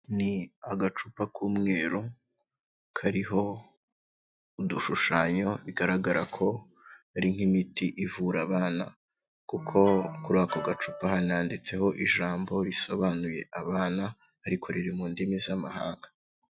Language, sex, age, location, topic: Kinyarwanda, male, 18-24, Kigali, health